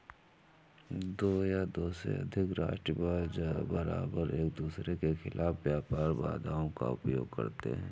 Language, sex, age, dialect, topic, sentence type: Hindi, male, 41-45, Awadhi Bundeli, banking, statement